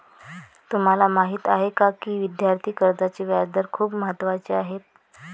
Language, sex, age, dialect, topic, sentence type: Marathi, female, 25-30, Varhadi, banking, statement